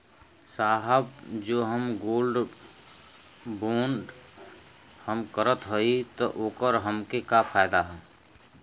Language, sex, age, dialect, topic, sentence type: Bhojpuri, male, 41-45, Western, banking, question